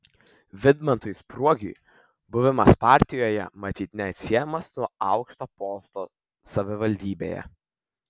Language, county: Lithuanian, Vilnius